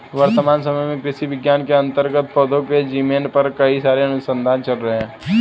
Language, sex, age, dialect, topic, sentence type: Hindi, male, 18-24, Hindustani Malvi Khadi Boli, agriculture, statement